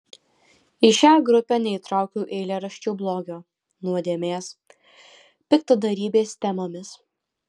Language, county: Lithuanian, Alytus